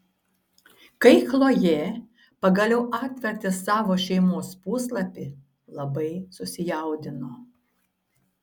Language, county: Lithuanian, Šiauliai